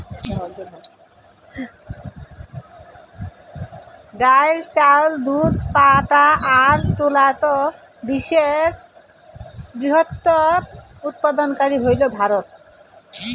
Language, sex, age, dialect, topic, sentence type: Bengali, male, 18-24, Rajbangshi, agriculture, statement